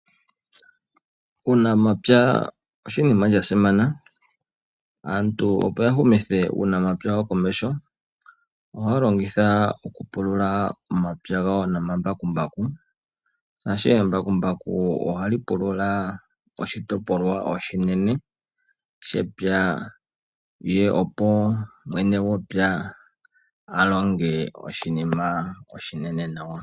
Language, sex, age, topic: Oshiwambo, male, 25-35, agriculture